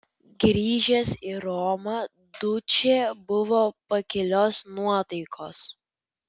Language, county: Lithuanian, Vilnius